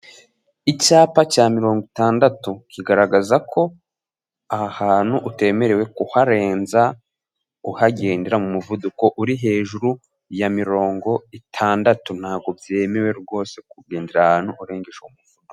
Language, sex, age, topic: Kinyarwanda, male, 18-24, government